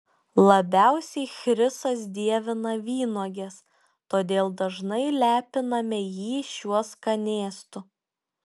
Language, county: Lithuanian, Šiauliai